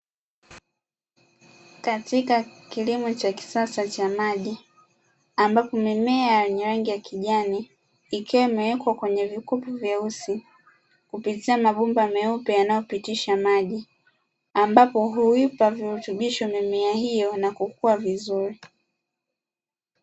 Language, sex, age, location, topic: Swahili, female, 25-35, Dar es Salaam, agriculture